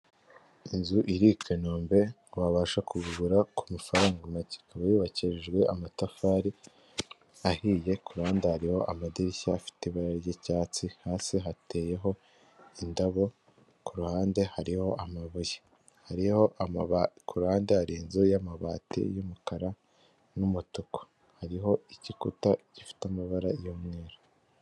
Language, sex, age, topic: Kinyarwanda, male, 18-24, finance